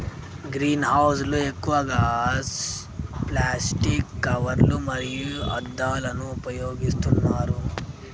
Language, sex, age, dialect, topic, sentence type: Telugu, male, 51-55, Telangana, agriculture, statement